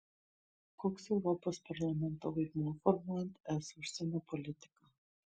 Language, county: Lithuanian, Šiauliai